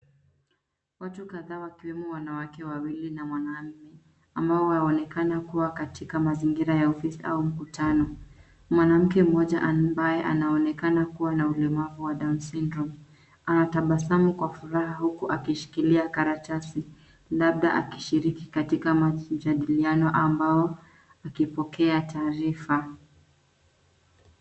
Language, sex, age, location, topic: Swahili, female, 25-35, Nairobi, education